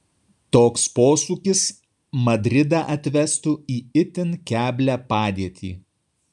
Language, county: Lithuanian, Kaunas